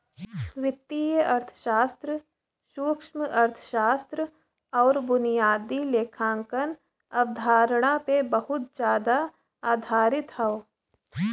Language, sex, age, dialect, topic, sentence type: Bhojpuri, female, 18-24, Western, banking, statement